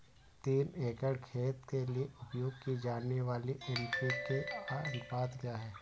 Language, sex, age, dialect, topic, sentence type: Hindi, male, 18-24, Awadhi Bundeli, agriculture, question